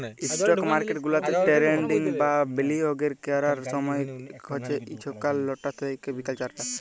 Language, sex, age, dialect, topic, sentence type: Bengali, male, 18-24, Jharkhandi, banking, statement